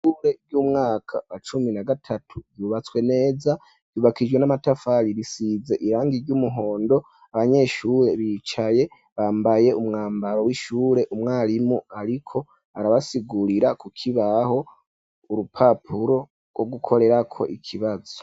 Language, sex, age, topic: Rundi, male, 18-24, education